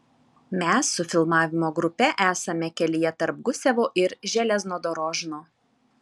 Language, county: Lithuanian, Alytus